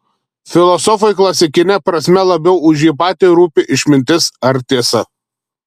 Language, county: Lithuanian, Telšiai